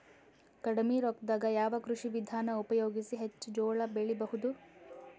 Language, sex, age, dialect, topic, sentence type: Kannada, female, 18-24, Northeastern, agriculture, question